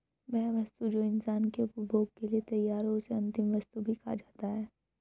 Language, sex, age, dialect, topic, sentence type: Hindi, female, 25-30, Hindustani Malvi Khadi Boli, banking, statement